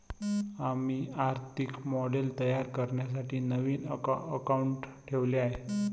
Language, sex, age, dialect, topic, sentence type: Marathi, male, 25-30, Varhadi, banking, statement